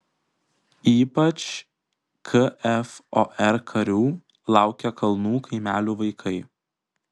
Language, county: Lithuanian, Kaunas